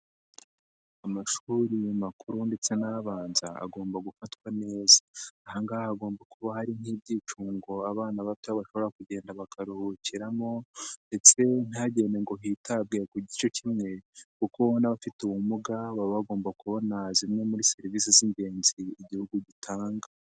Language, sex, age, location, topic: Kinyarwanda, male, 50+, Nyagatare, education